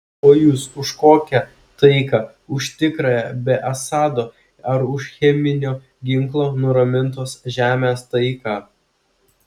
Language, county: Lithuanian, Klaipėda